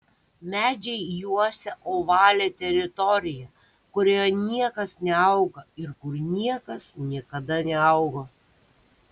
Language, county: Lithuanian, Kaunas